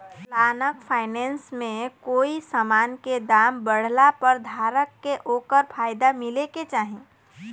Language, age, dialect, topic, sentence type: Bhojpuri, 18-24, Southern / Standard, banking, statement